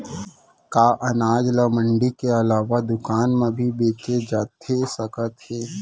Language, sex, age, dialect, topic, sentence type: Chhattisgarhi, male, 18-24, Central, agriculture, question